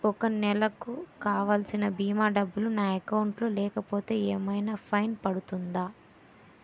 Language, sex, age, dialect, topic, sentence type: Telugu, female, 18-24, Utterandhra, banking, question